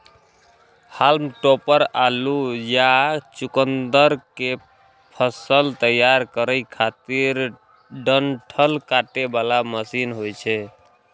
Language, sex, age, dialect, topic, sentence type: Maithili, male, 31-35, Eastern / Thethi, agriculture, statement